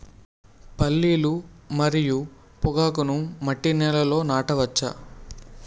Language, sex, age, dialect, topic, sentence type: Telugu, male, 18-24, Utterandhra, agriculture, question